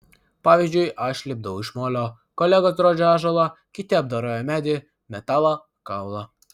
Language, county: Lithuanian, Vilnius